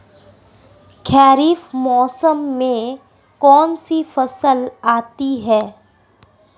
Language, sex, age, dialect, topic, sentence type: Hindi, female, 18-24, Marwari Dhudhari, agriculture, question